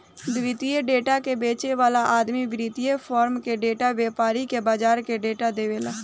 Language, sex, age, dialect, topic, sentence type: Bhojpuri, female, 18-24, Southern / Standard, banking, statement